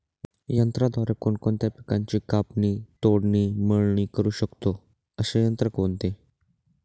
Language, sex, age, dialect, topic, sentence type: Marathi, male, 18-24, Northern Konkan, agriculture, question